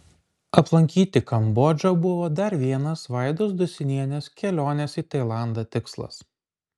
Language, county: Lithuanian, Kaunas